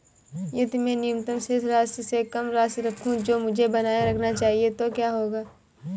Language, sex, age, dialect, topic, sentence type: Hindi, female, 18-24, Marwari Dhudhari, banking, question